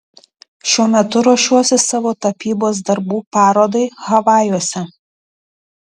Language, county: Lithuanian, Tauragė